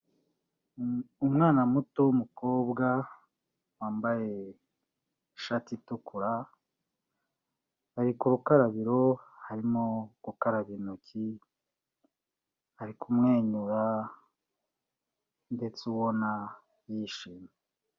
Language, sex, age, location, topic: Kinyarwanda, male, 36-49, Kigali, health